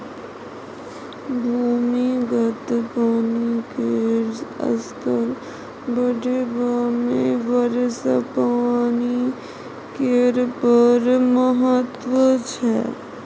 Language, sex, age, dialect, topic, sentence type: Maithili, female, 60-100, Bajjika, agriculture, statement